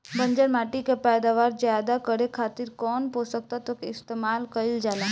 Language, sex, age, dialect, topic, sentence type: Bhojpuri, female, 18-24, Northern, agriculture, question